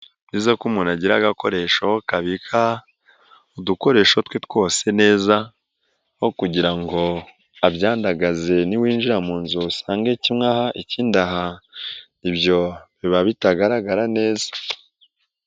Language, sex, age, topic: Kinyarwanda, male, 18-24, health